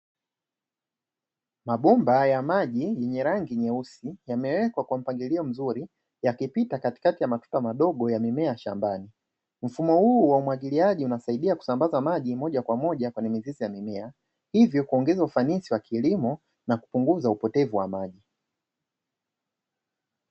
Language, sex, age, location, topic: Swahili, male, 25-35, Dar es Salaam, agriculture